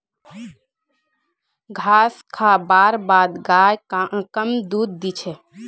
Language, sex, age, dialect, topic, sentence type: Magahi, female, 18-24, Northeastern/Surjapuri, agriculture, statement